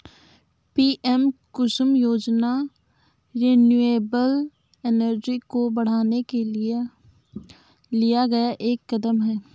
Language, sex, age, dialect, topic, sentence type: Hindi, female, 25-30, Awadhi Bundeli, agriculture, statement